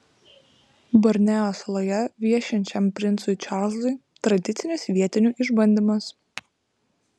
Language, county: Lithuanian, Vilnius